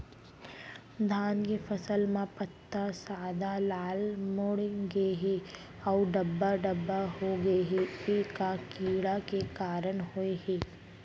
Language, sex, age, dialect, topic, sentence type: Chhattisgarhi, female, 18-24, Central, agriculture, question